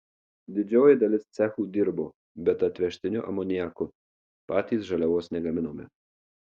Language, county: Lithuanian, Marijampolė